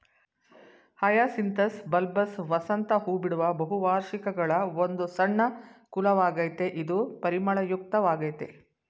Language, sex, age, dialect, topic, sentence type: Kannada, female, 60-100, Mysore Kannada, agriculture, statement